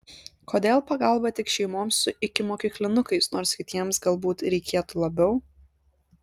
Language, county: Lithuanian, Kaunas